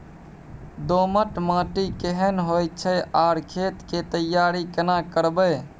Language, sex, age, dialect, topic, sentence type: Maithili, male, 18-24, Bajjika, agriculture, question